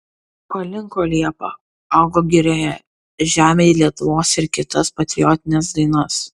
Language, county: Lithuanian, Kaunas